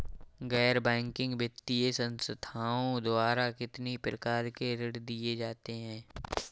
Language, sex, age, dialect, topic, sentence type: Hindi, male, 18-24, Awadhi Bundeli, banking, question